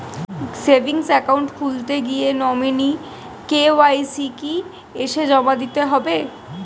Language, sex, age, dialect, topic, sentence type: Bengali, female, 25-30, Standard Colloquial, banking, question